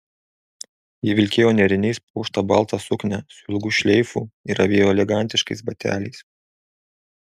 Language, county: Lithuanian, Alytus